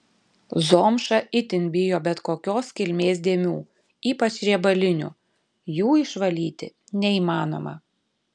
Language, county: Lithuanian, Panevėžys